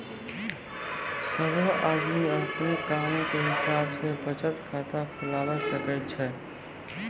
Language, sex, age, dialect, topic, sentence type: Maithili, male, 18-24, Angika, banking, statement